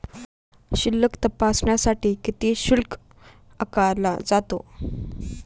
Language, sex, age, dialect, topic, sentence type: Marathi, female, 18-24, Standard Marathi, banking, question